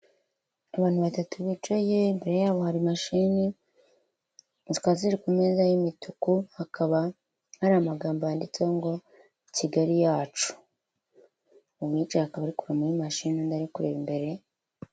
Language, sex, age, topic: Kinyarwanda, female, 25-35, government